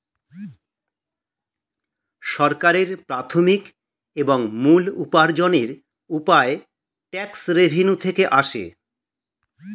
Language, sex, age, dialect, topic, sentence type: Bengali, male, 51-55, Standard Colloquial, banking, statement